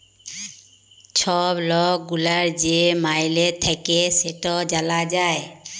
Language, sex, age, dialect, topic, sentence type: Bengali, female, 31-35, Jharkhandi, banking, statement